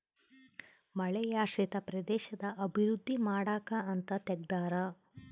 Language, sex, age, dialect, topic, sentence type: Kannada, female, 31-35, Central, agriculture, statement